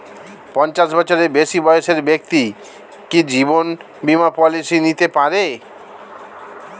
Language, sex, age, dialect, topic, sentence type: Bengali, male, 36-40, Standard Colloquial, banking, question